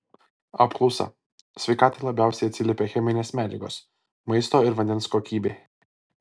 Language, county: Lithuanian, Alytus